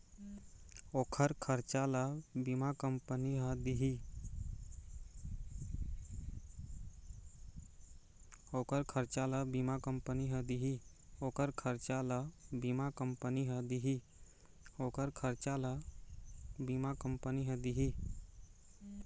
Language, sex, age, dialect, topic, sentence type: Chhattisgarhi, male, 18-24, Eastern, banking, statement